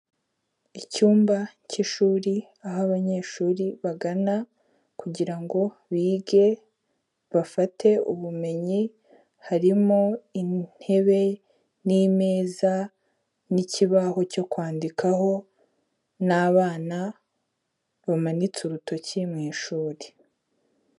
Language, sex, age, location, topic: Kinyarwanda, female, 18-24, Kigali, health